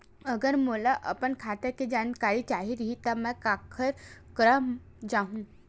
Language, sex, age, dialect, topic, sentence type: Chhattisgarhi, female, 18-24, Western/Budati/Khatahi, banking, question